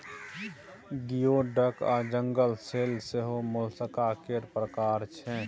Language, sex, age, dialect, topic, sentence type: Maithili, male, 18-24, Bajjika, agriculture, statement